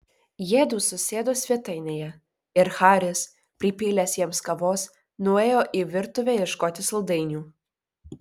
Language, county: Lithuanian, Vilnius